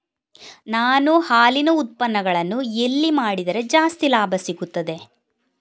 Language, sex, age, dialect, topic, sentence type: Kannada, female, 41-45, Coastal/Dakshin, agriculture, question